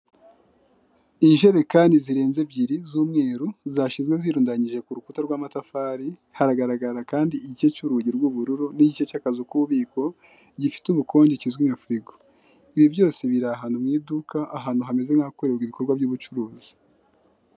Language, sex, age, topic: Kinyarwanda, male, 25-35, finance